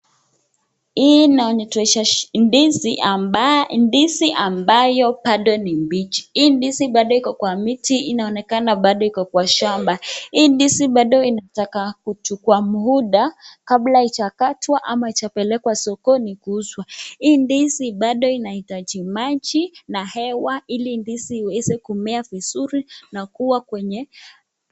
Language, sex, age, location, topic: Swahili, female, 18-24, Nakuru, agriculture